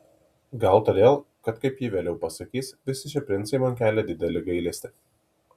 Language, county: Lithuanian, Kaunas